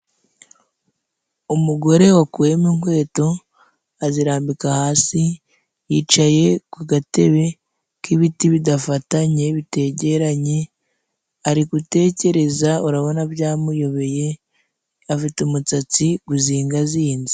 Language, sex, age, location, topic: Kinyarwanda, female, 25-35, Musanze, government